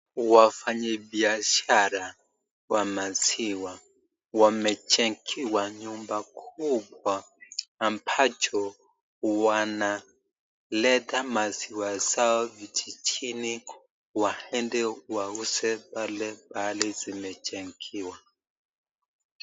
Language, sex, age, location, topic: Swahili, male, 25-35, Nakuru, agriculture